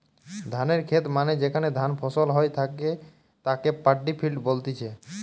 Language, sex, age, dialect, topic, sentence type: Bengali, female, 18-24, Western, agriculture, statement